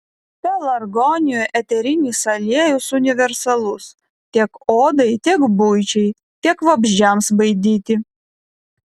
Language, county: Lithuanian, Vilnius